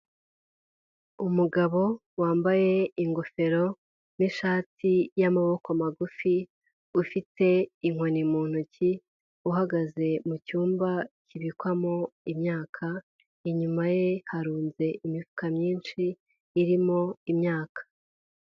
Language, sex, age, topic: Kinyarwanda, female, 18-24, agriculture